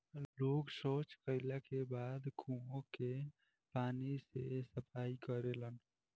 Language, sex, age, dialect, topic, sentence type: Bhojpuri, female, 18-24, Southern / Standard, agriculture, question